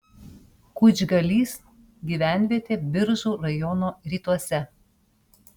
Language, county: Lithuanian, Panevėžys